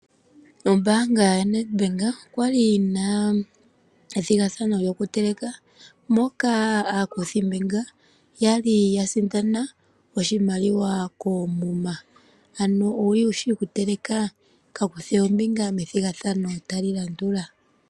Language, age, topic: Oshiwambo, 25-35, finance